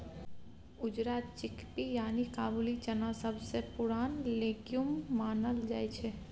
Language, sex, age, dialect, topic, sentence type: Maithili, female, 25-30, Bajjika, agriculture, statement